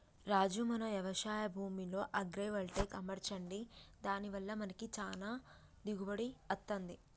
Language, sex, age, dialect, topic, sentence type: Telugu, female, 25-30, Telangana, agriculture, statement